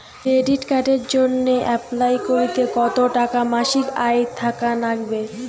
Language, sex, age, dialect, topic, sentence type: Bengali, female, 18-24, Rajbangshi, banking, question